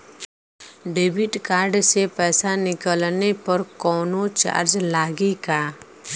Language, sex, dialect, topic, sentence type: Bhojpuri, female, Western, banking, question